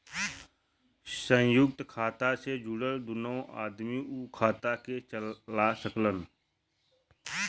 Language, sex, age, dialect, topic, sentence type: Bhojpuri, male, 31-35, Western, banking, statement